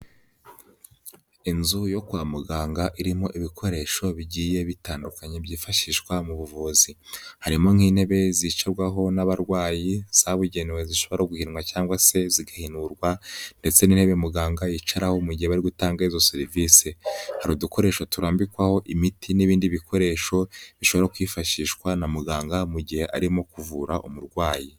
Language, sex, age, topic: Kinyarwanda, male, 18-24, health